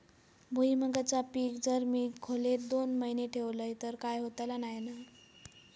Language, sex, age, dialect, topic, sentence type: Marathi, female, 18-24, Southern Konkan, agriculture, question